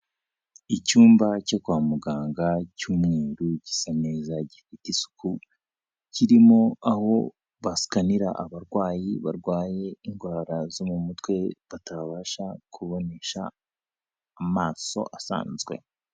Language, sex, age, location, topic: Kinyarwanda, male, 18-24, Kigali, health